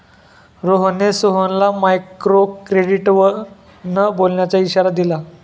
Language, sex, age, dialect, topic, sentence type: Marathi, male, 18-24, Standard Marathi, banking, statement